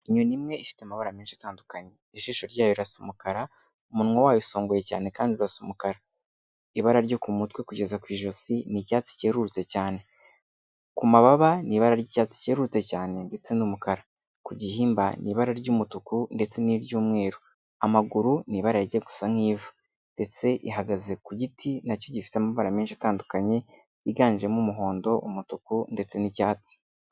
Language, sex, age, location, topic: Kinyarwanda, male, 25-35, Kigali, agriculture